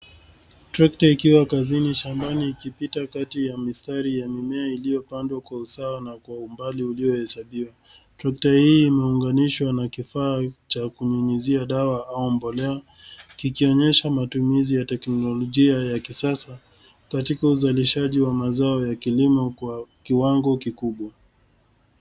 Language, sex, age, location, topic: Swahili, male, 36-49, Nairobi, agriculture